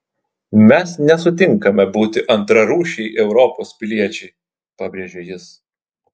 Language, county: Lithuanian, Klaipėda